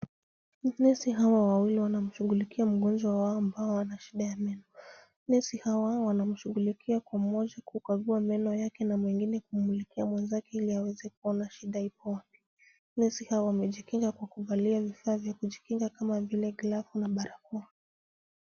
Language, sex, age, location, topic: Swahili, female, 25-35, Kisumu, health